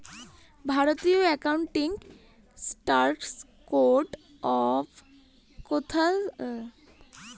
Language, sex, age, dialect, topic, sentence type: Bengali, female, 18-24, Northern/Varendri, banking, statement